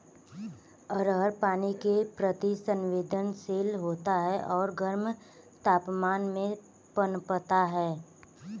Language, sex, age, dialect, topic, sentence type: Hindi, male, 18-24, Kanauji Braj Bhasha, agriculture, statement